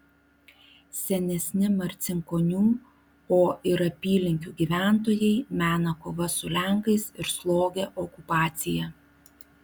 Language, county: Lithuanian, Vilnius